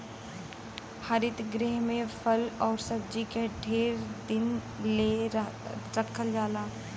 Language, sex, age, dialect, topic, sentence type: Bhojpuri, female, 31-35, Western, agriculture, statement